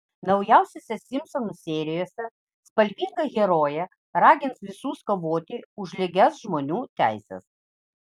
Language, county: Lithuanian, Vilnius